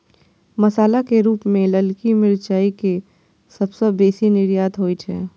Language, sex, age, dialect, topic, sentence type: Maithili, female, 25-30, Eastern / Thethi, agriculture, statement